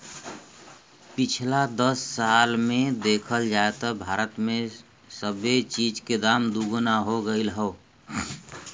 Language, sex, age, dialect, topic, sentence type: Bhojpuri, male, 41-45, Western, agriculture, statement